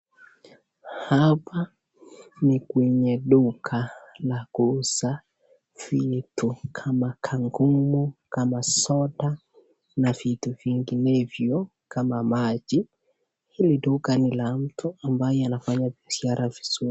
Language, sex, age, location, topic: Swahili, male, 18-24, Nakuru, finance